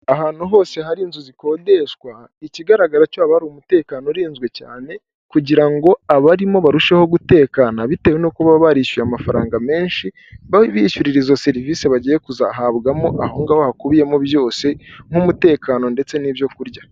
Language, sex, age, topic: Kinyarwanda, male, 25-35, finance